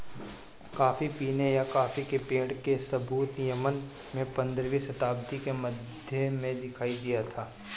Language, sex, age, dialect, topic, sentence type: Hindi, male, 25-30, Marwari Dhudhari, agriculture, statement